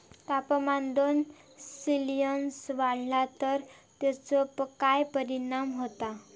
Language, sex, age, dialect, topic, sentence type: Marathi, female, 25-30, Southern Konkan, agriculture, question